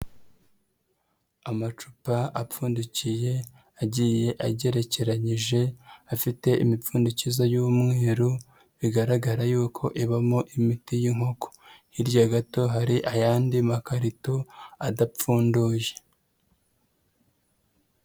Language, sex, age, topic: Kinyarwanda, female, 36-49, agriculture